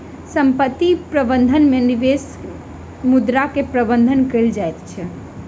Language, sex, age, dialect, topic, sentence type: Maithili, female, 18-24, Southern/Standard, banking, statement